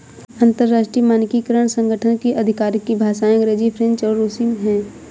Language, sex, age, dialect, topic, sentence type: Hindi, female, 25-30, Awadhi Bundeli, banking, statement